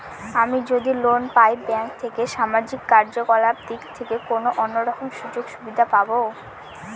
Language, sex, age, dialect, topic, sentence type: Bengali, female, 18-24, Northern/Varendri, banking, question